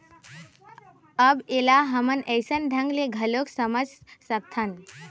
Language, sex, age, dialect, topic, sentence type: Chhattisgarhi, male, 41-45, Eastern, banking, statement